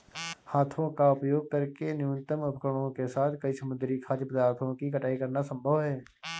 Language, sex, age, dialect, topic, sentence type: Hindi, male, 18-24, Awadhi Bundeli, agriculture, statement